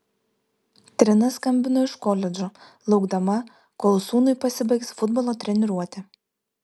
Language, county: Lithuanian, Vilnius